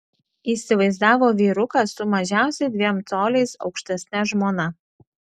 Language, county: Lithuanian, Klaipėda